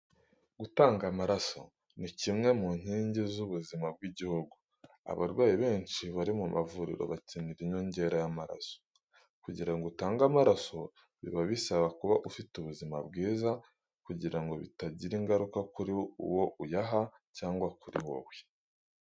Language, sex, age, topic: Kinyarwanda, male, 18-24, education